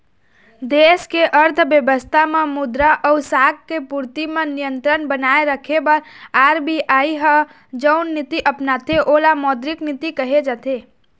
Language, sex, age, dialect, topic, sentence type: Chhattisgarhi, female, 25-30, Eastern, banking, statement